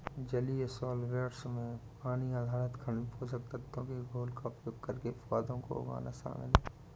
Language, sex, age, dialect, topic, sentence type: Hindi, male, 18-24, Awadhi Bundeli, agriculture, statement